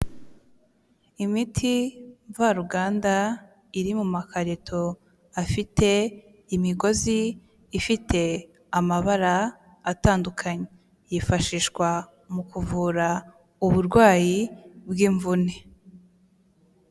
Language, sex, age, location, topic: Kinyarwanda, female, 18-24, Kigali, health